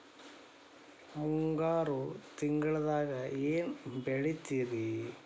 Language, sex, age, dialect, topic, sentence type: Kannada, male, 31-35, Dharwad Kannada, agriculture, question